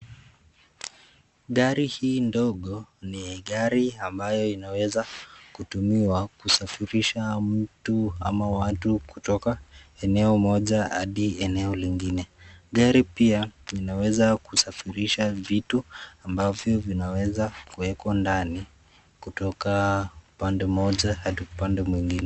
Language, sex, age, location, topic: Swahili, male, 36-49, Nakuru, finance